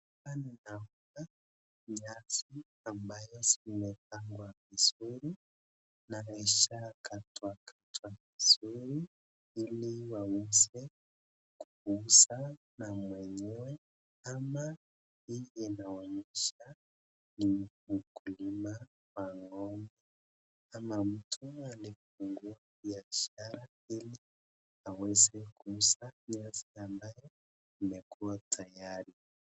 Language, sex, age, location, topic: Swahili, male, 25-35, Nakuru, agriculture